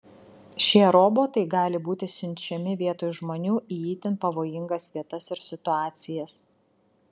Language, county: Lithuanian, Šiauliai